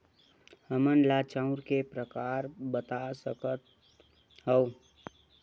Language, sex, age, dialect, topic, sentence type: Chhattisgarhi, male, 60-100, Western/Budati/Khatahi, agriculture, question